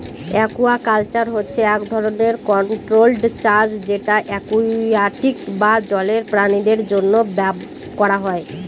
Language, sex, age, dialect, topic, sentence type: Bengali, female, 31-35, Northern/Varendri, agriculture, statement